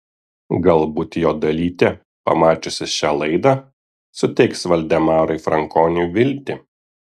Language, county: Lithuanian, Kaunas